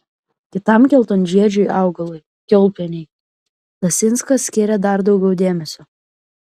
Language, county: Lithuanian, Klaipėda